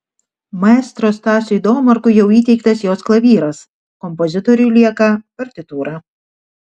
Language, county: Lithuanian, Šiauliai